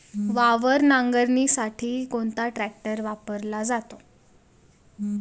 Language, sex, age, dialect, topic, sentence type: Marathi, female, 18-24, Standard Marathi, agriculture, question